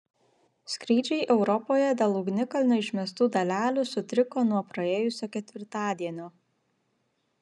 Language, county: Lithuanian, Vilnius